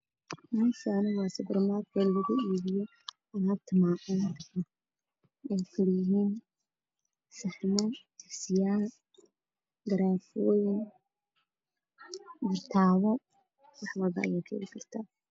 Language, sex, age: Somali, female, 18-24